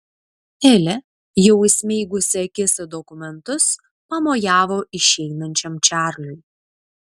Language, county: Lithuanian, Vilnius